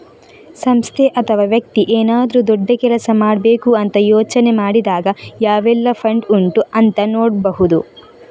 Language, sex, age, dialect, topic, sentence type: Kannada, female, 36-40, Coastal/Dakshin, banking, statement